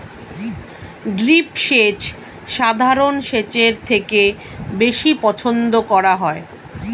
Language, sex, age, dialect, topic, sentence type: Bengali, female, 36-40, Standard Colloquial, agriculture, statement